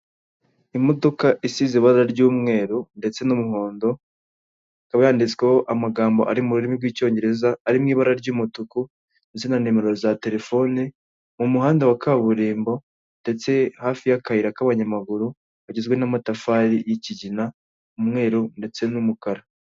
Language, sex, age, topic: Kinyarwanda, male, 18-24, government